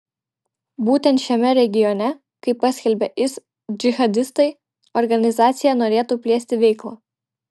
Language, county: Lithuanian, Vilnius